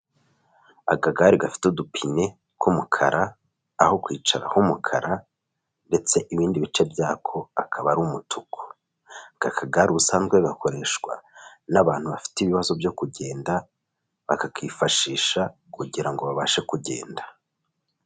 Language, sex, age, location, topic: Kinyarwanda, male, 25-35, Kigali, health